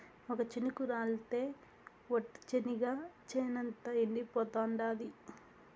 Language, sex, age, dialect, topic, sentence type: Telugu, female, 60-100, Southern, agriculture, statement